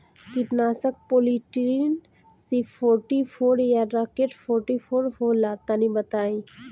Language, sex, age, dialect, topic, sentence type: Bhojpuri, female, 18-24, Northern, agriculture, question